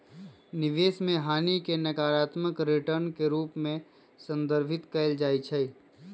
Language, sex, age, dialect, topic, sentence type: Magahi, female, 51-55, Western, banking, statement